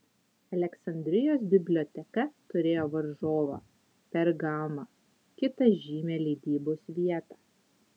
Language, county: Lithuanian, Utena